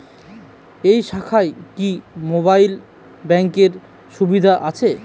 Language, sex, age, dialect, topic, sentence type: Bengali, male, 25-30, Northern/Varendri, banking, question